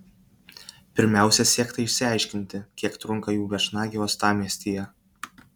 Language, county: Lithuanian, Kaunas